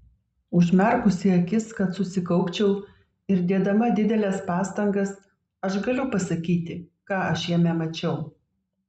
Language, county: Lithuanian, Vilnius